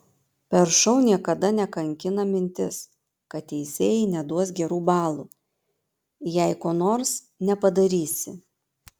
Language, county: Lithuanian, Panevėžys